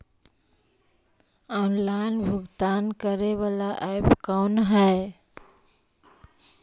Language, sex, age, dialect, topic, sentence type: Magahi, female, 18-24, Central/Standard, banking, question